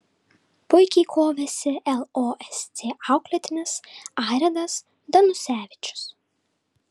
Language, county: Lithuanian, Vilnius